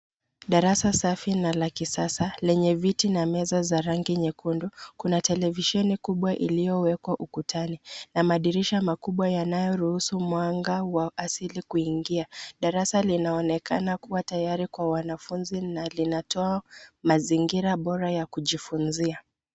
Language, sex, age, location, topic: Swahili, female, 25-35, Nairobi, education